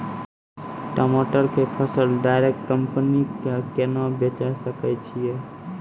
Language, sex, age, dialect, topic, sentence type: Maithili, male, 18-24, Angika, agriculture, question